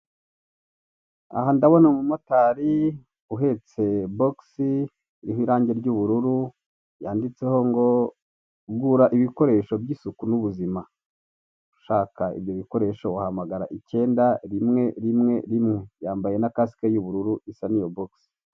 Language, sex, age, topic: Kinyarwanda, male, 36-49, finance